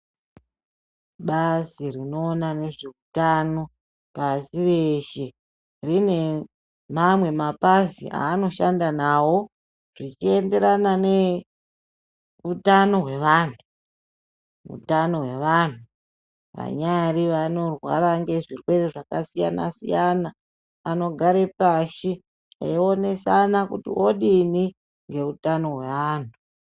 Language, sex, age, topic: Ndau, female, 36-49, health